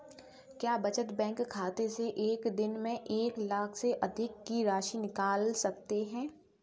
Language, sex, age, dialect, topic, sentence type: Hindi, female, 18-24, Kanauji Braj Bhasha, banking, question